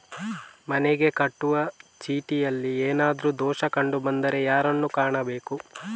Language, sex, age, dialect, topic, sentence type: Kannada, male, 18-24, Coastal/Dakshin, banking, question